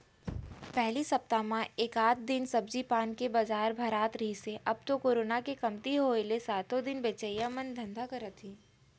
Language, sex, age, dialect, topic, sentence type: Chhattisgarhi, female, 31-35, Central, agriculture, statement